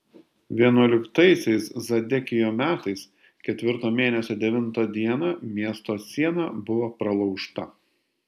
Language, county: Lithuanian, Panevėžys